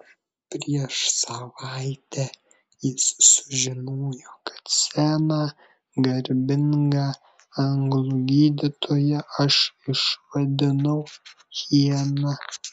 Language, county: Lithuanian, Šiauliai